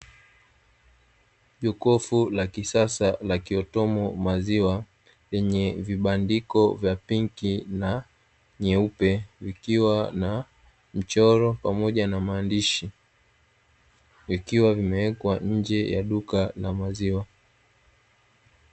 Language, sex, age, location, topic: Swahili, male, 18-24, Dar es Salaam, finance